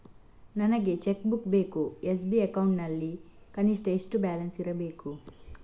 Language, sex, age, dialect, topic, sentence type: Kannada, female, 51-55, Coastal/Dakshin, banking, question